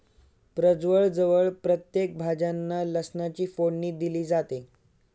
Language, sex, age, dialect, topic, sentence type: Marathi, male, 18-24, Standard Marathi, agriculture, statement